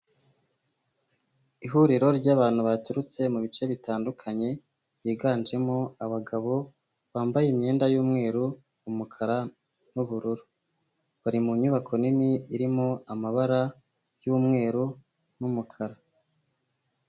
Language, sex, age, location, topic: Kinyarwanda, female, 25-35, Nyagatare, government